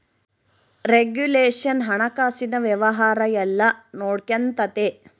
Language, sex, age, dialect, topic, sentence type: Kannada, female, 25-30, Central, banking, statement